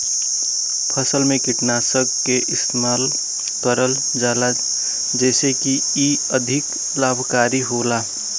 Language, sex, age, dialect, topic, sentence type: Bhojpuri, male, 18-24, Western, agriculture, statement